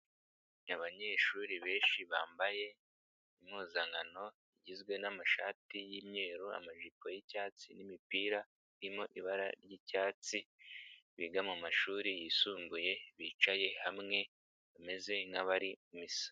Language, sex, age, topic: Kinyarwanda, male, 25-35, education